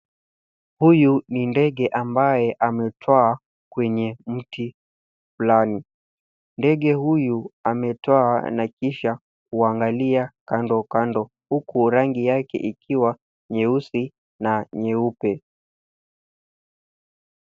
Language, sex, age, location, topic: Swahili, male, 25-35, Nairobi, agriculture